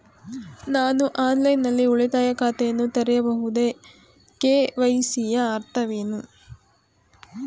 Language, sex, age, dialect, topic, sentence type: Kannada, female, 25-30, Mysore Kannada, banking, question